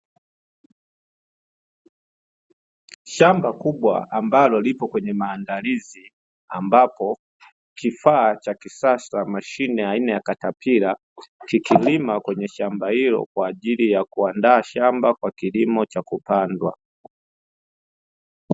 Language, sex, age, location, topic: Swahili, male, 25-35, Dar es Salaam, agriculture